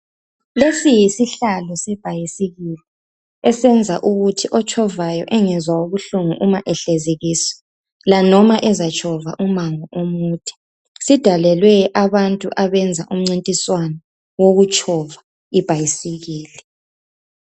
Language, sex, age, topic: North Ndebele, female, 25-35, health